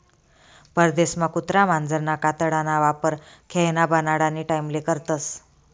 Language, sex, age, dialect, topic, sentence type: Marathi, female, 25-30, Northern Konkan, agriculture, statement